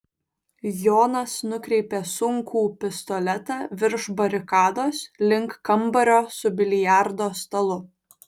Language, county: Lithuanian, Vilnius